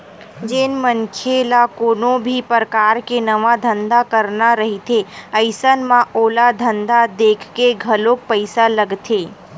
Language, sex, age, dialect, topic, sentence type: Chhattisgarhi, female, 25-30, Western/Budati/Khatahi, banking, statement